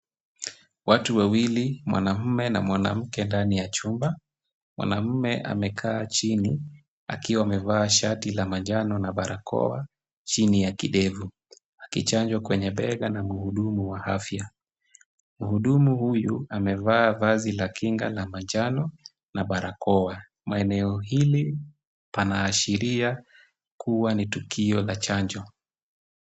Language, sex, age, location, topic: Swahili, male, 25-35, Kisumu, health